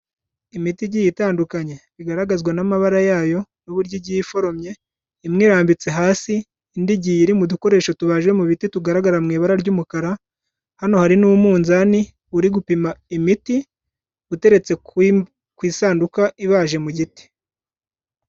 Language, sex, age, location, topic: Kinyarwanda, male, 25-35, Kigali, health